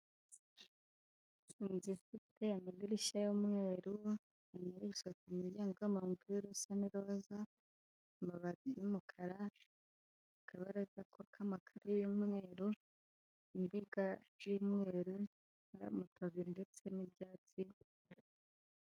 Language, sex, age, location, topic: Kinyarwanda, female, 18-24, Huye, finance